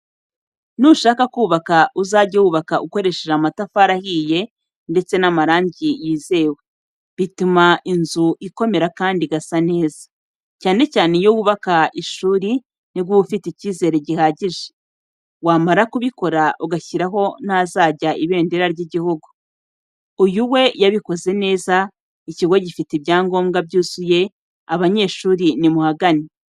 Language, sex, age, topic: Kinyarwanda, female, 36-49, education